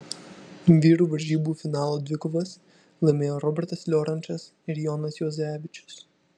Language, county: Lithuanian, Vilnius